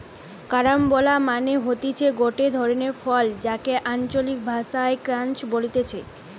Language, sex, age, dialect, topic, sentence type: Bengali, female, 18-24, Western, agriculture, statement